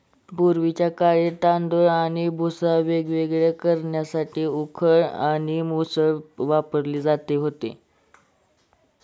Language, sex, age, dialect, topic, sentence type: Marathi, male, 25-30, Standard Marathi, agriculture, statement